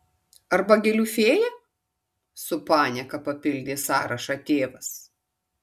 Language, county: Lithuanian, Kaunas